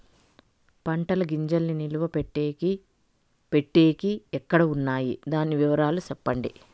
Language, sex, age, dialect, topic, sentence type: Telugu, female, 51-55, Southern, agriculture, question